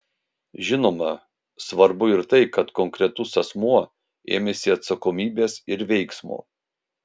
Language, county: Lithuanian, Vilnius